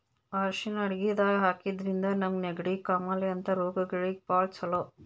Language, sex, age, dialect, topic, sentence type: Kannada, female, 25-30, Northeastern, agriculture, statement